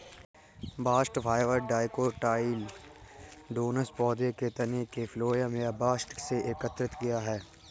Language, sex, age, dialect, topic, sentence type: Hindi, male, 18-24, Kanauji Braj Bhasha, agriculture, statement